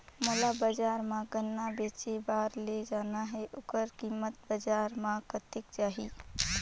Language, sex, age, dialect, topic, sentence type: Chhattisgarhi, female, 18-24, Northern/Bhandar, agriculture, question